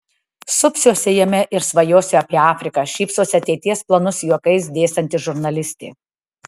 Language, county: Lithuanian, Tauragė